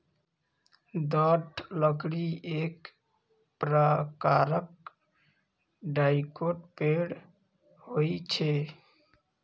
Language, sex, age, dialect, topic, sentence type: Maithili, male, 25-30, Eastern / Thethi, agriculture, statement